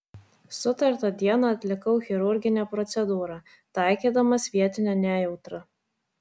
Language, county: Lithuanian, Vilnius